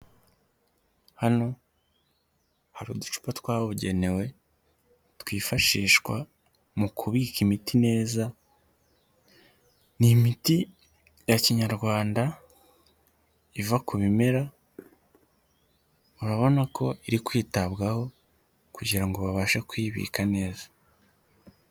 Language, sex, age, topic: Kinyarwanda, male, 25-35, health